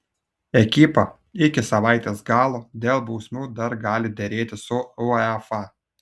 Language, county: Lithuanian, Utena